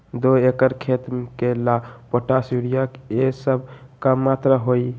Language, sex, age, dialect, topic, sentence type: Magahi, male, 18-24, Western, agriculture, question